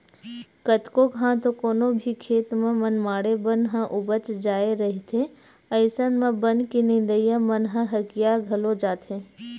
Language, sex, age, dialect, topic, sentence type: Chhattisgarhi, female, 25-30, Western/Budati/Khatahi, agriculture, statement